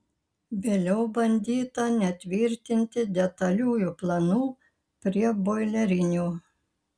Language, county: Lithuanian, Kaunas